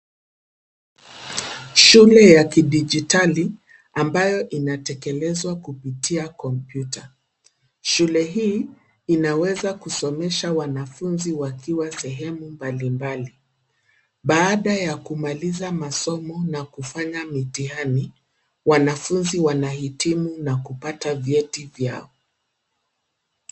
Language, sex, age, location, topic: Swahili, female, 50+, Nairobi, education